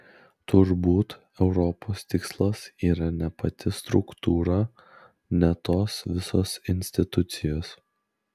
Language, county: Lithuanian, Klaipėda